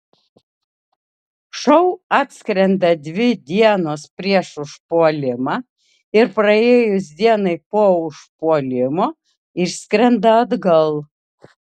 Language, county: Lithuanian, Kaunas